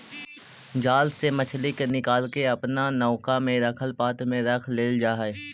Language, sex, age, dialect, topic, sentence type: Magahi, male, 18-24, Central/Standard, agriculture, statement